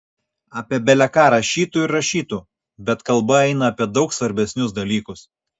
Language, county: Lithuanian, Kaunas